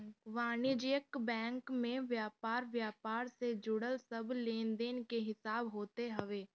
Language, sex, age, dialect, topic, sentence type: Bhojpuri, female, 36-40, Northern, banking, statement